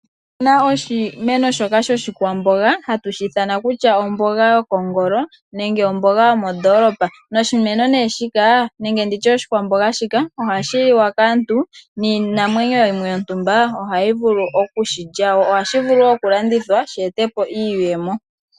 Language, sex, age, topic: Oshiwambo, female, 18-24, agriculture